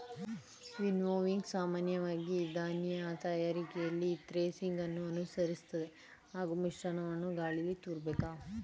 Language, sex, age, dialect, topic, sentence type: Kannada, female, 18-24, Mysore Kannada, agriculture, statement